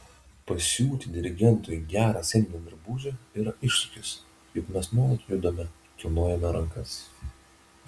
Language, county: Lithuanian, Vilnius